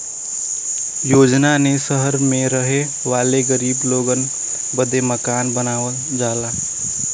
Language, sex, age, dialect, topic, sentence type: Bhojpuri, male, 18-24, Western, banking, statement